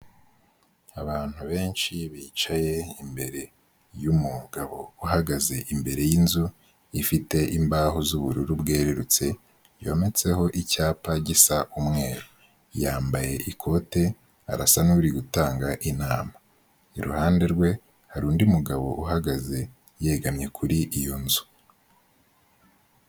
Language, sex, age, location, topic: Kinyarwanda, male, 18-24, Kigali, health